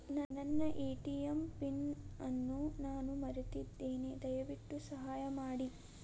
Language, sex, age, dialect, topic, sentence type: Kannada, female, 25-30, Dharwad Kannada, banking, statement